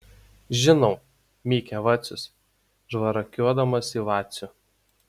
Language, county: Lithuanian, Utena